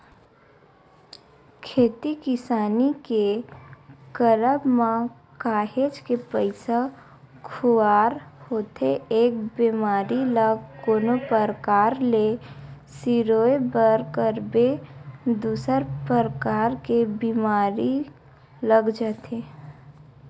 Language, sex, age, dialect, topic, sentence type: Chhattisgarhi, female, 18-24, Western/Budati/Khatahi, agriculture, statement